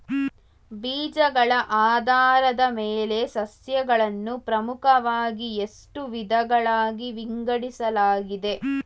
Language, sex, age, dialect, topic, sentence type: Kannada, female, 18-24, Mysore Kannada, agriculture, question